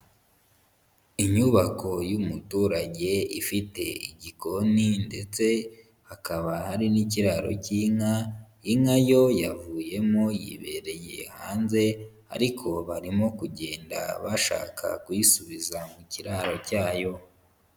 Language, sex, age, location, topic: Kinyarwanda, male, 25-35, Huye, agriculture